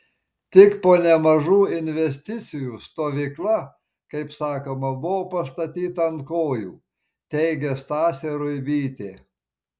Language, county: Lithuanian, Marijampolė